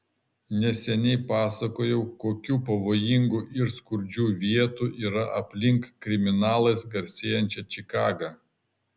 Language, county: Lithuanian, Kaunas